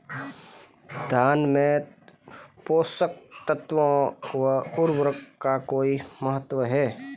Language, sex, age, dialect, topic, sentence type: Hindi, male, 25-30, Marwari Dhudhari, agriculture, question